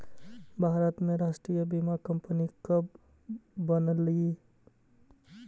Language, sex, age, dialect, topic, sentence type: Magahi, male, 18-24, Central/Standard, agriculture, statement